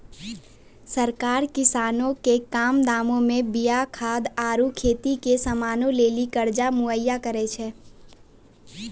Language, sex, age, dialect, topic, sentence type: Maithili, female, 18-24, Angika, agriculture, statement